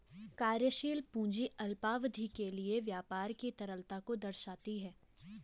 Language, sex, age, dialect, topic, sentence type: Hindi, female, 25-30, Garhwali, banking, statement